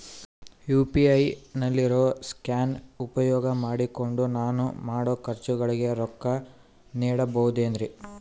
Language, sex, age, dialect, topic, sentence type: Kannada, male, 18-24, Central, banking, question